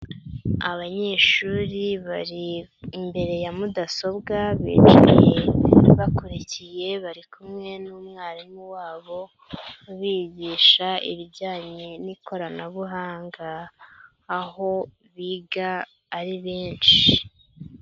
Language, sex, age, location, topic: Kinyarwanda, female, 25-35, Huye, education